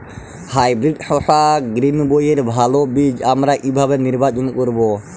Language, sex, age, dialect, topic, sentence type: Bengali, male, 25-30, Jharkhandi, agriculture, question